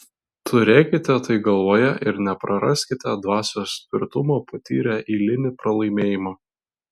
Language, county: Lithuanian, Vilnius